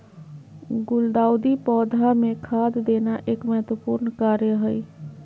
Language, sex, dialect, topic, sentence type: Magahi, female, Southern, agriculture, statement